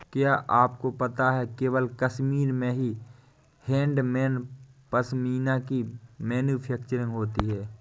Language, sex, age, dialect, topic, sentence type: Hindi, male, 18-24, Awadhi Bundeli, agriculture, statement